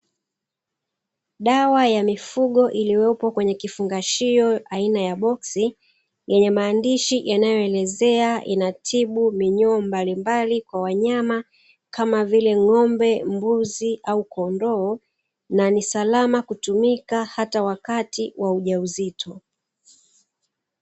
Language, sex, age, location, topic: Swahili, female, 36-49, Dar es Salaam, agriculture